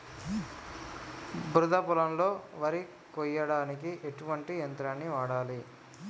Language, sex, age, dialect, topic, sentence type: Telugu, male, 18-24, Telangana, agriculture, question